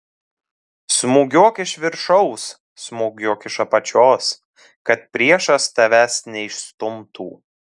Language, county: Lithuanian, Telšiai